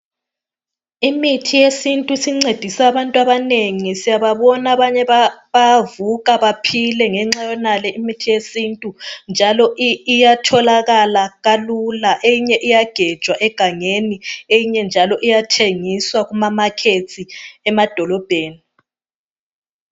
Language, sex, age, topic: North Ndebele, female, 25-35, health